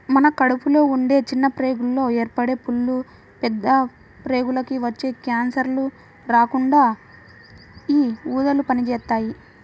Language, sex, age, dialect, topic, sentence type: Telugu, female, 25-30, Central/Coastal, agriculture, statement